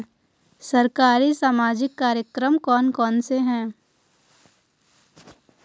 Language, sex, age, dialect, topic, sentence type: Hindi, female, 18-24, Hindustani Malvi Khadi Boli, banking, question